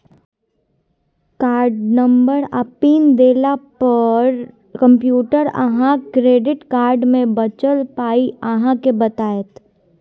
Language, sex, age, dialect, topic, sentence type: Maithili, female, 18-24, Bajjika, banking, statement